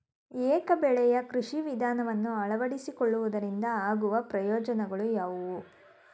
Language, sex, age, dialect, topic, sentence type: Kannada, female, 31-35, Mysore Kannada, agriculture, question